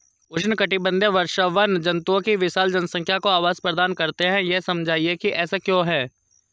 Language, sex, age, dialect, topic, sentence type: Hindi, male, 31-35, Hindustani Malvi Khadi Boli, agriculture, question